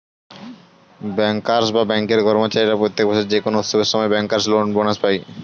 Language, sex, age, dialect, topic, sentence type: Bengali, male, 18-24, Standard Colloquial, banking, statement